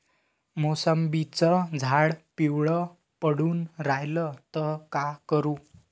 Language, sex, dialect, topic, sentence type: Marathi, male, Varhadi, agriculture, question